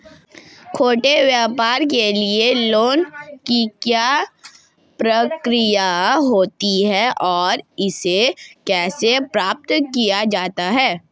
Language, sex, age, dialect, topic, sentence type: Hindi, female, 18-24, Marwari Dhudhari, banking, question